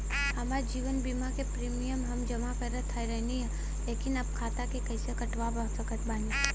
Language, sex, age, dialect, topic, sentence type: Bhojpuri, female, 18-24, Southern / Standard, banking, question